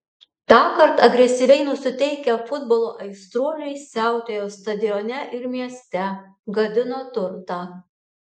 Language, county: Lithuanian, Alytus